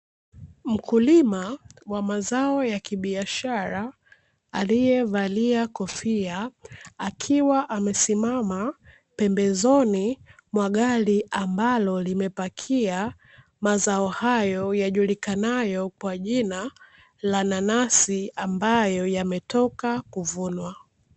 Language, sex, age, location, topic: Swahili, female, 25-35, Dar es Salaam, agriculture